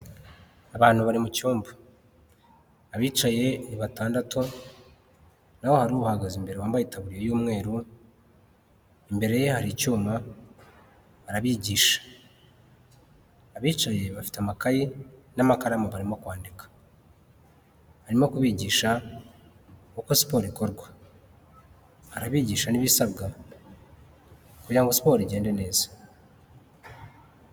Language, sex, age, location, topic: Kinyarwanda, male, 36-49, Huye, health